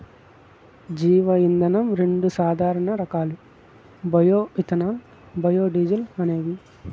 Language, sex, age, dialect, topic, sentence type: Telugu, male, 25-30, Southern, agriculture, statement